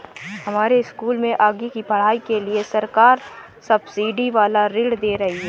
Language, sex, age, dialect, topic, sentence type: Hindi, female, 18-24, Awadhi Bundeli, banking, statement